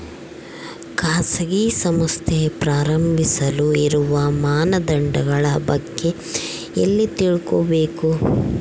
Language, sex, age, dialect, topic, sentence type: Kannada, female, 25-30, Central, banking, question